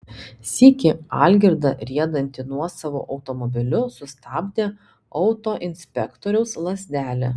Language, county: Lithuanian, Telšiai